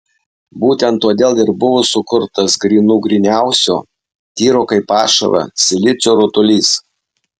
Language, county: Lithuanian, Alytus